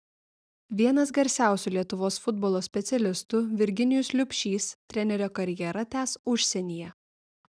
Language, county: Lithuanian, Vilnius